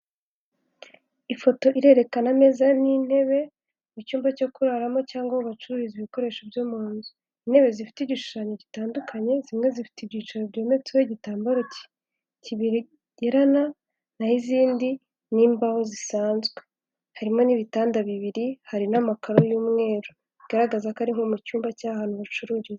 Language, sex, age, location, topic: Kinyarwanda, female, 18-24, Kigali, finance